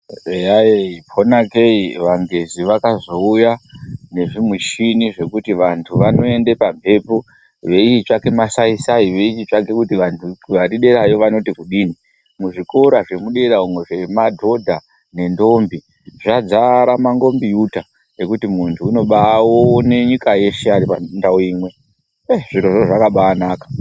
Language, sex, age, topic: Ndau, male, 25-35, education